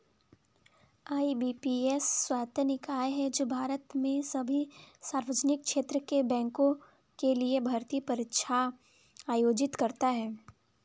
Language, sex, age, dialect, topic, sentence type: Hindi, female, 18-24, Kanauji Braj Bhasha, banking, statement